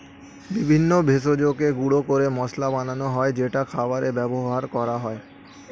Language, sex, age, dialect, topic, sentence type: Bengali, male, 25-30, Standard Colloquial, agriculture, statement